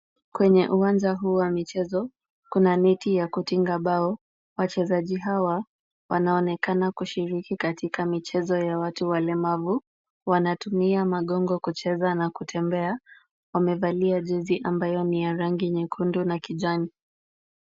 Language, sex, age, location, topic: Swahili, female, 18-24, Kisumu, education